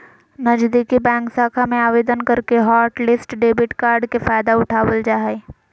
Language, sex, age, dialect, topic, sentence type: Magahi, female, 18-24, Southern, banking, statement